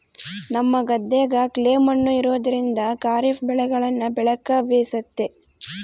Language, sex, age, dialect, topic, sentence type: Kannada, female, 18-24, Central, agriculture, statement